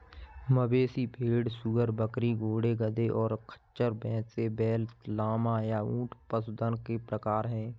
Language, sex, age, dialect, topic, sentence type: Hindi, male, 18-24, Kanauji Braj Bhasha, agriculture, statement